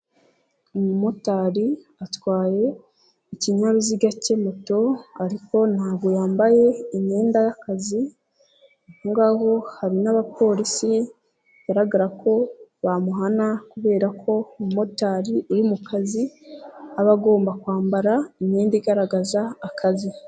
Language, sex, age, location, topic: Kinyarwanda, female, 18-24, Nyagatare, finance